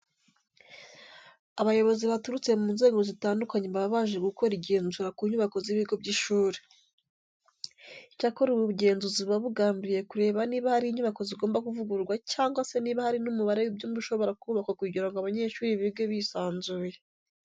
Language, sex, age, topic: Kinyarwanda, female, 18-24, education